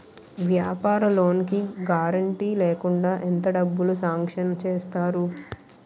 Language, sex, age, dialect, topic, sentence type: Telugu, female, 18-24, Utterandhra, banking, question